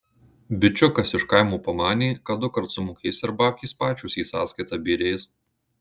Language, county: Lithuanian, Marijampolė